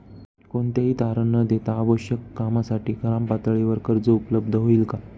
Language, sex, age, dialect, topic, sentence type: Marathi, male, 25-30, Northern Konkan, banking, question